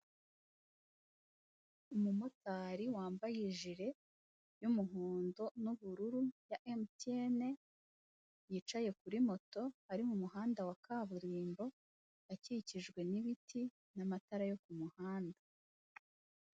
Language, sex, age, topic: Kinyarwanda, female, 18-24, government